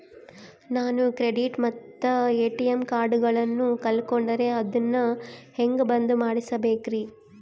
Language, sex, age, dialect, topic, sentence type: Kannada, female, 25-30, Central, banking, question